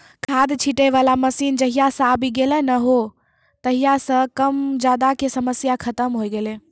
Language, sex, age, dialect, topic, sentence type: Maithili, male, 18-24, Angika, agriculture, statement